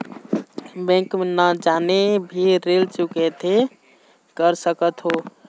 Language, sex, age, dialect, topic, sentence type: Chhattisgarhi, male, 18-24, Eastern, banking, question